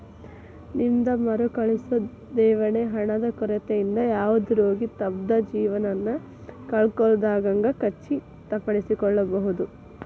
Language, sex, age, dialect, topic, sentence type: Kannada, female, 18-24, Dharwad Kannada, banking, statement